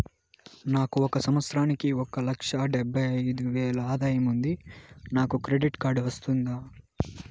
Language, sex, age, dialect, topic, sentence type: Telugu, male, 18-24, Southern, banking, question